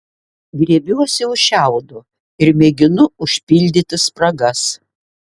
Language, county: Lithuanian, Šiauliai